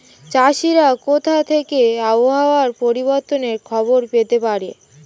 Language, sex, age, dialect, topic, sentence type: Bengali, female, 18-24, Standard Colloquial, agriculture, question